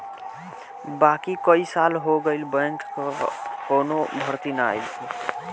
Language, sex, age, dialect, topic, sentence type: Bhojpuri, male, <18, Northern, banking, statement